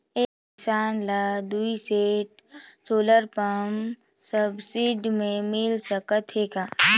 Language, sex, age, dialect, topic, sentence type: Chhattisgarhi, female, 18-24, Northern/Bhandar, agriculture, question